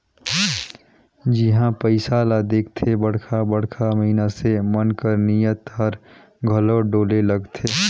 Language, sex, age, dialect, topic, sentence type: Chhattisgarhi, male, 31-35, Northern/Bhandar, banking, statement